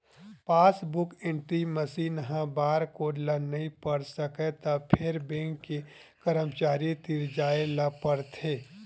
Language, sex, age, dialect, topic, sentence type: Chhattisgarhi, male, 31-35, Western/Budati/Khatahi, banking, statement